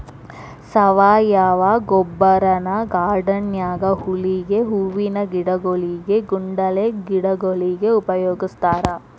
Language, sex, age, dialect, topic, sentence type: Kannada, female, 18-24, Dharwad Kannada, agriculture, statement